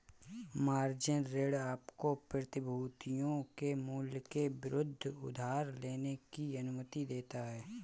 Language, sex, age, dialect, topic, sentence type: Hindi, male, 25-30, Awadhi Bundeli, banking, statement